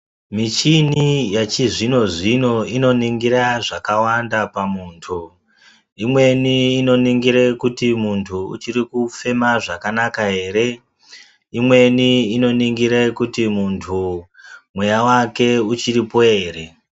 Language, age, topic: Ndau, 50+, health